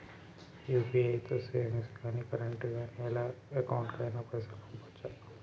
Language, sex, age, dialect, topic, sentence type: Telugu, male, 31-35, Telangana, banking, question